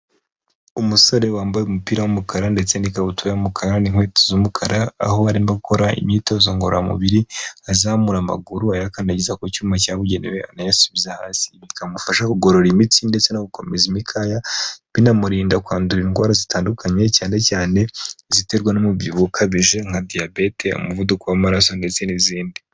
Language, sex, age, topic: Kinyarwanda, male, 18-24, health